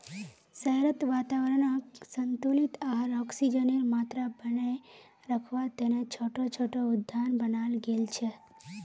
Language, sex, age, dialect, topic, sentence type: Magahi, female, 18-24, Northeastern/Surjapuri, agriculture, statement